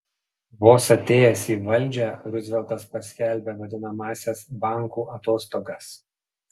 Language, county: Lithuanian, Panevėžys